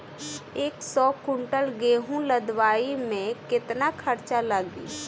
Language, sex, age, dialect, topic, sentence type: Bhojpuri, female, 25-30, Northern, agriculture, question